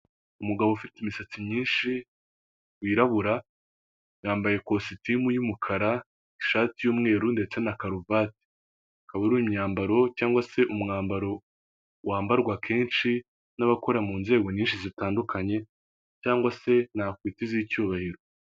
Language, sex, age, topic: Kinyarwanda, male, 18-24, government